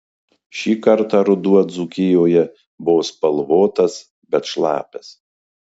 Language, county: Lithuanian, Marijampolė